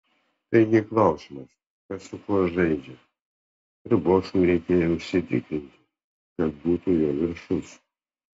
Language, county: Lithuanian, Vilnius